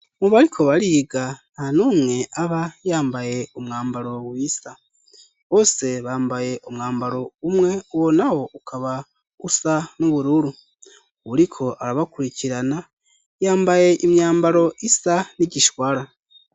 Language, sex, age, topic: Rundi, male, 18-24, education